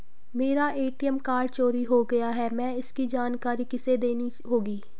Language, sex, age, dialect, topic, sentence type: Hindi, female, 25-30, Garhwali, banking, question